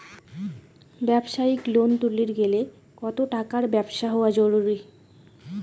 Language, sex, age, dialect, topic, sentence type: Bengali, female, 18-24, Rajbangshi, banking, question